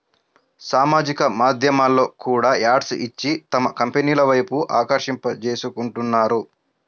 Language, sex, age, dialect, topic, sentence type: Telugu, male, 56-60, Central/Coastal, banking, statement